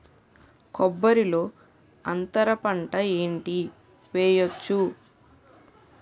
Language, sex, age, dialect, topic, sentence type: Telugu, female, 18-24, Utterandhra, agriculture, question